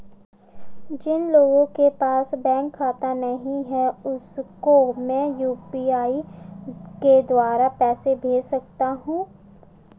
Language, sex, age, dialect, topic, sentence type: Hindi, female, 25-30, Marwari Dhudhari, banking, question